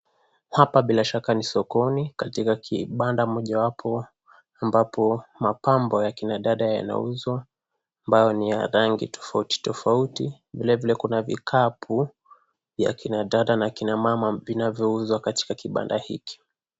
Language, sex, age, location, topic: Swahili, female, 25-35, Kisii, finance